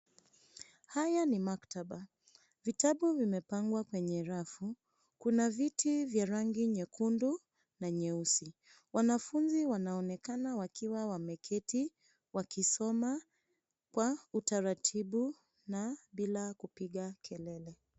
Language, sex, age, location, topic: Swahili, female, 25-35, Nairobi, education